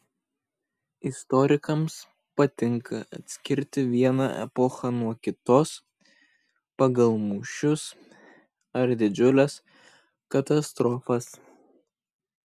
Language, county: Lithuanian, Kaunas